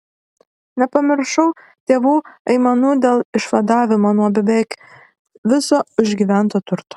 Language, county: Lithuanian, Šiauliai